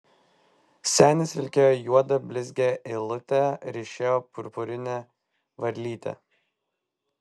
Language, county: Lithuanian, Vilnius